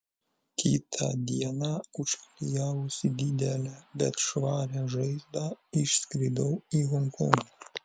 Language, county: Lithuanian, Vilnius